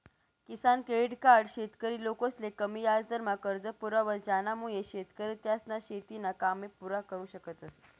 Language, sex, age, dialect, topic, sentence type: Marathi, female, 18-24, Northern Konkan, agriculture, statement